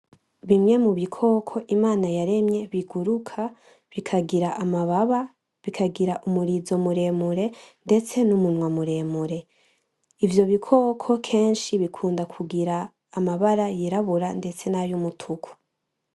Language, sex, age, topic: Rundi, female, 18-24, agriculture